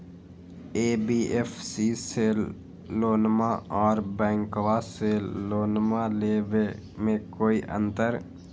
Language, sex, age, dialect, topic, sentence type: Magahi, male, 18-24, Western, banking, question